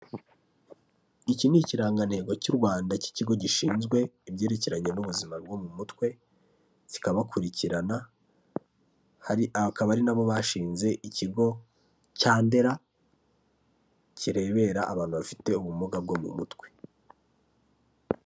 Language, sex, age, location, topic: Kinyarwanda, male, 25-35, Kigali, health